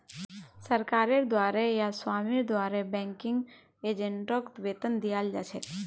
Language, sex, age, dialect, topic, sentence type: Magahi, female, 18-24, Northeastern/Surjapuri, banking, statement